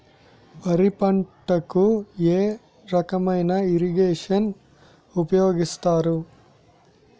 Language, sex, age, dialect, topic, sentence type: Telugu, male, 18-24, Utterandhra, agriculture, question